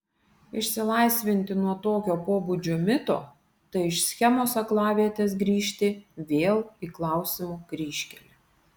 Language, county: Lithuanian, Vilnius